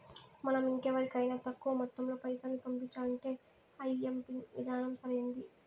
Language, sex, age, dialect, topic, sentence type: Telugu, female, 18-24, Southern, banking, statement